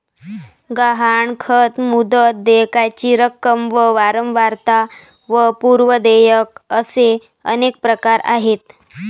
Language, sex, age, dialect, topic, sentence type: Marathi, female, 18-24, Varhadi, banking, statement